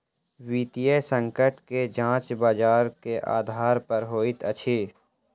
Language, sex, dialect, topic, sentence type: Maithili, male, Southern/Standard, banking, statement